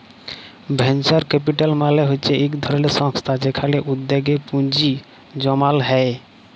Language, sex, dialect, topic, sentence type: Bengali, male, Jharkhandi, banking, statement